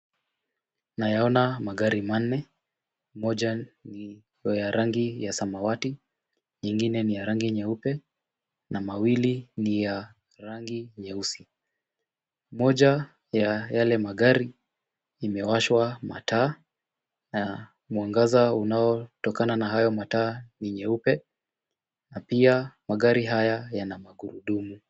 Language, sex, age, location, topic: Swahili, male, 18-24, Kisumu, finance